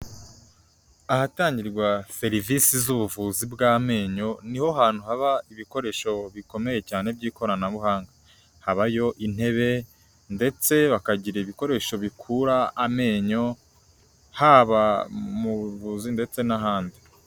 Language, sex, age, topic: Kinyarwanda, male, 18-24, health